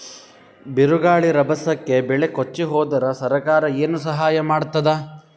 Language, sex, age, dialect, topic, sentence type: Kannada, male, 18-24, Northeastern, agriculture, question